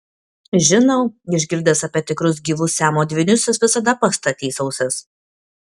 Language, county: Lithuanian, Kaunas